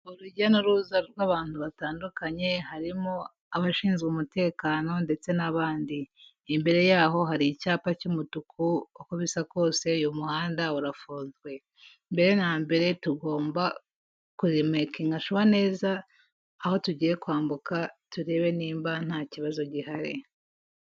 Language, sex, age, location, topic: Kinyarwanda, female, 18-24, Kigali, health